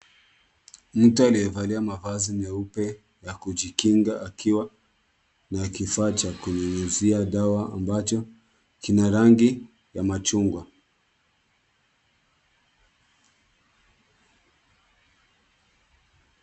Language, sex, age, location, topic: Swahili, male, 18-24, Kisumu, health